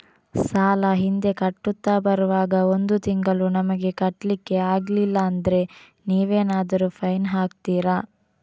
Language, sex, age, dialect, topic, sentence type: Kannada, female, 18-24, Coastal/Dakshin, banking, question